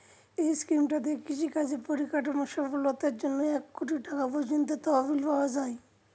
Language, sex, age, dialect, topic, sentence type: Bengali, male, 46-50, Northern/Varendri, agriculture, statement